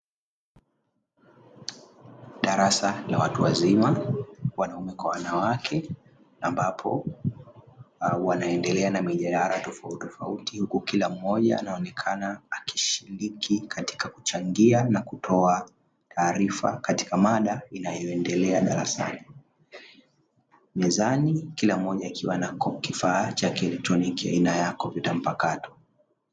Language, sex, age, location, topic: Swahili, male, 25-35, Dar es Salaam, education